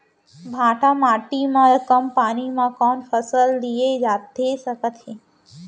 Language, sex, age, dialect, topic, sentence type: Chhattisgarhi, female, 18-24, Central, agriculture, question